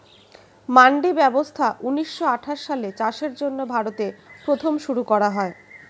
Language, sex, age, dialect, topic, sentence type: Bengali, female, 31-35, Standard Colloquial, agriculture, statement